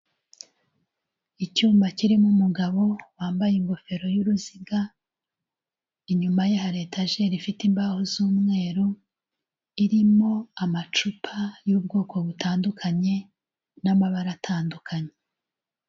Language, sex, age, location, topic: Kinyarwanda, female, 36-49, Kigali, health